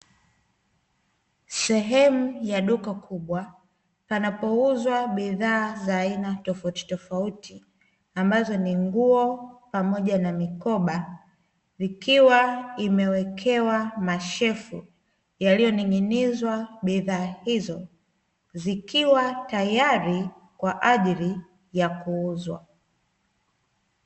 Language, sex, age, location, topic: Swahili, female, 25-35, Dar es Salaam, finance